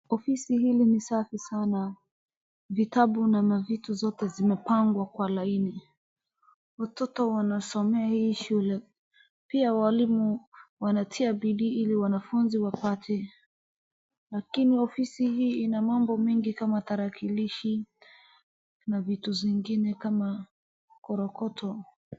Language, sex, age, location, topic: Swahili, female, 36-49, Wajir, education